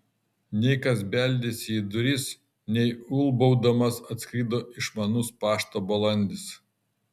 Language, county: Lithuanian, Kaunas